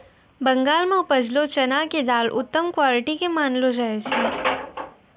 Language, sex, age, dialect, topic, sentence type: Maithili, female, 56-60, Angika, agriculture, statement